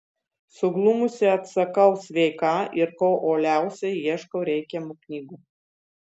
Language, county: Lithuanian, Vilnius